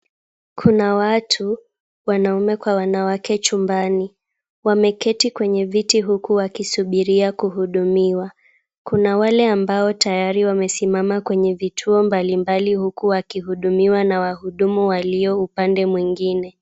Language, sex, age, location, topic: Swahili, female, 18-24, Kisumu, government